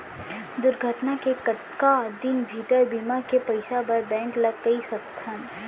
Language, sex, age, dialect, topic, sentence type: Chhattisgarhi, female, 18-24, Central, banking, question